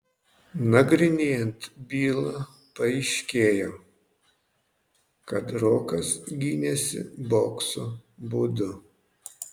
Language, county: Lithuanian, Panevėžys